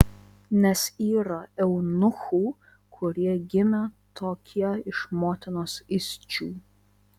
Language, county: Lithuanian, Vilnius